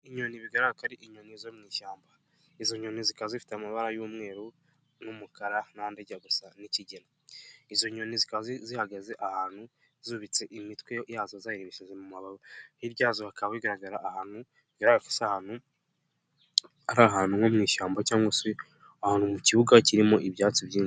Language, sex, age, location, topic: Kinyarwanda, male, 18-24, Nyagatare, agriculture